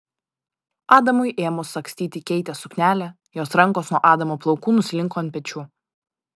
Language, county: Lithuanian, Vilnius